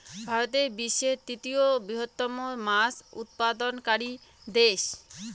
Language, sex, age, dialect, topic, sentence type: Bengali, female, 18-24, Rajbangshi, agriculture, statement